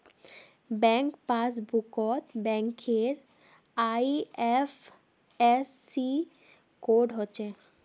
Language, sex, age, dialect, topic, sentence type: Magahi, female, 18-24, Northeastern/Surjapuri, banking, statement